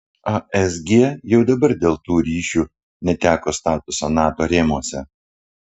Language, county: Lithuanian, Panevėžys